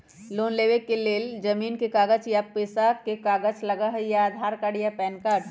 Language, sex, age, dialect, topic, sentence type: Magahi, male, 18-24, Western, banking, question